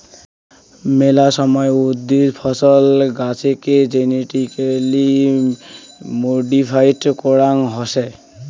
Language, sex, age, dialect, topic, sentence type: Bengali, male, <18, Rajbangshi, agriculture, statement